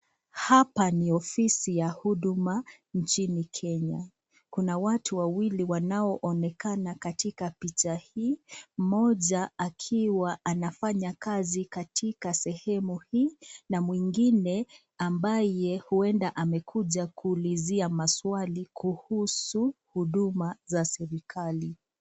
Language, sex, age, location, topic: Swahili, female, 25-35, Nakuru, government